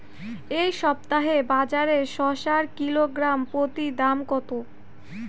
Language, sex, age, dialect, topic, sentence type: Bengali, female, 18-24, Rajbangshi, agriculture, question